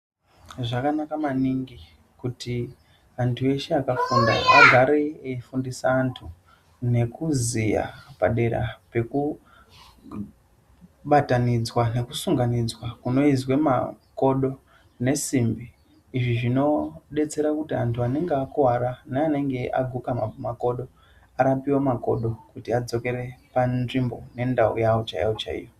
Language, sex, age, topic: Ndau, male, 25-35, health